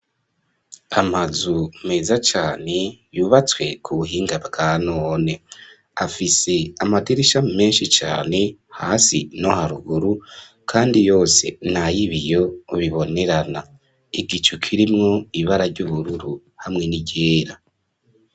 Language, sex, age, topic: Rundi, male, 25-35, education